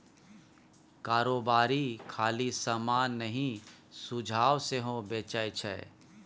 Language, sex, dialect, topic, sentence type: Maithili, male, Bajjika, banking, statement